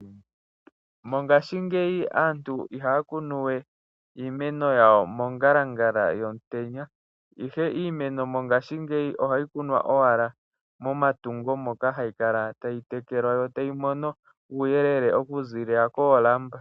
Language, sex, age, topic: Oshiwambo, male, 18-24, agriculture